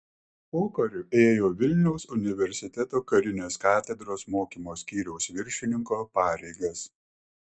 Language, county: Lithuanian, Klaipėda